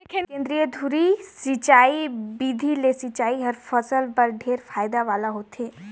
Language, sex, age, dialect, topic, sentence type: Chhattisgarhi, female, 18-24, Northern/Bhandar, agriculture, statement